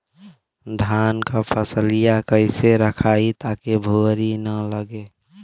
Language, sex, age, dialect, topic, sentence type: Bhojpuri, male, <18, Western, agriculture, question